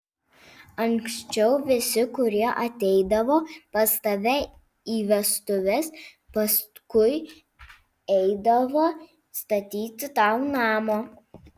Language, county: Lithuanian, Vilnius